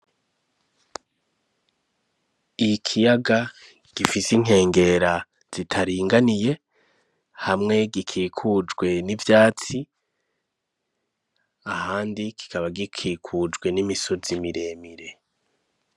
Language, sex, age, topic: Rundi, male, 25-35, agriculture